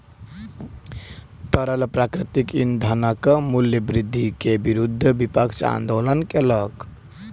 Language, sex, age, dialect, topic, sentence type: Maithili, male, 18-24, Southern/Standard, agriculture, statement